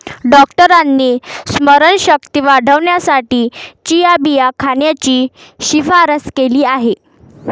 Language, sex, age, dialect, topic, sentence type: Marathi, female, 18-24, Varhadi, agriculture, statement